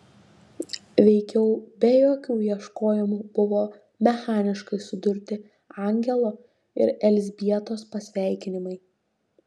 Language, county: Lithuanian, Šiauliai